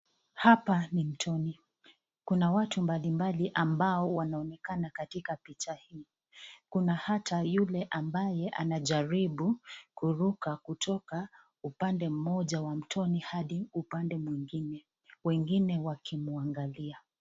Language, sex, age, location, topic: Swahili, female, 25-35, Nakuru, health